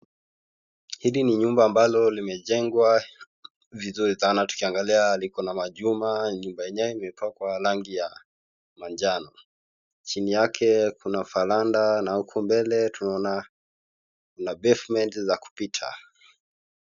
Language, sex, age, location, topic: Swahili, male, 18-24, Kisii, education